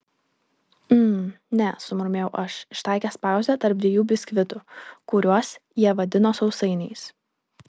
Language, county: Lithuanian, Vilnius